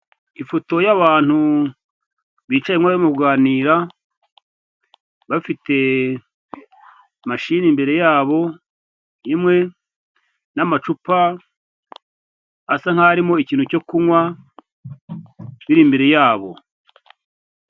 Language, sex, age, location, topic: Kinyarwanda, male, 50+, Kigali, government